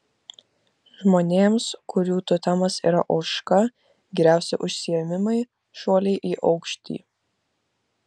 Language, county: Lithuanian, Vilnius